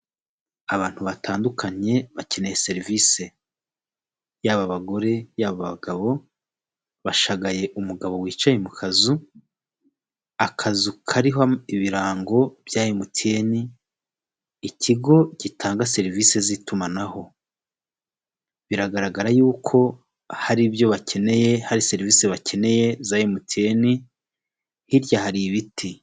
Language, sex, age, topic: Kinyarwanda, male, 36-49, finance